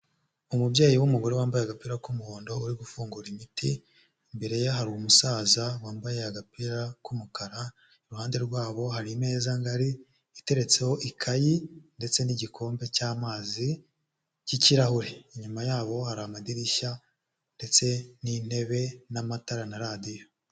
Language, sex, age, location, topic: Kinyarwanda, male, 25-35, Huye, health